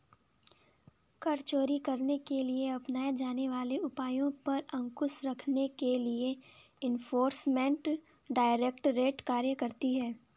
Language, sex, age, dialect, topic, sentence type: Hindi, female, 18-24, Kanauji Braj Bhasha, banking, statement